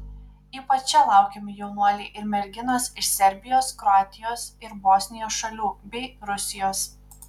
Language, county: Lithuanian, Panevėžys